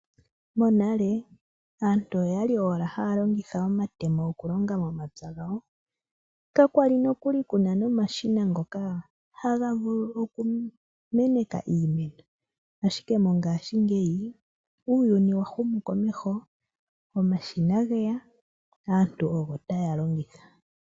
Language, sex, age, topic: Oshiwambo, male, 25-35, agriculture